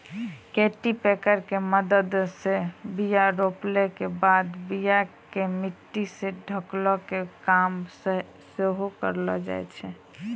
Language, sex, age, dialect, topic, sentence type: Maithili, female, 18-24, Angika, agriculture, statement